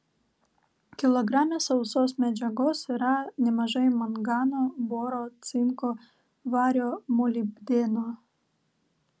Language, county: Lithuanian, Vilnius